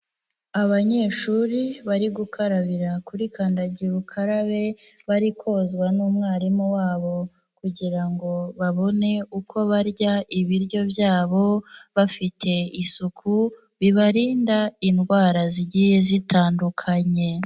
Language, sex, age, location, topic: Kinyarwanda, female, 18-24, Nyagatare, health